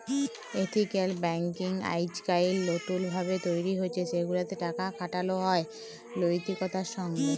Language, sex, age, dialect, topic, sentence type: Bengali, female, 41-45, Jharkhandi, banking, statement